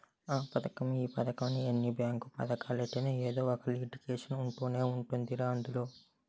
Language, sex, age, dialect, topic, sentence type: Telugu, male, 18-24, Utterandhra, banking, statement